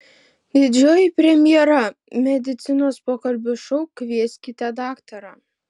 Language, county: Lithuanian, Šiauliai